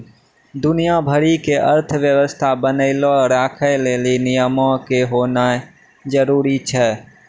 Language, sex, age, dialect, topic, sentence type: Maithili, male, 18-24, Angika, banking, statement